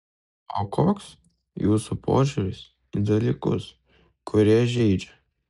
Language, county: Lithuanian, Kaunas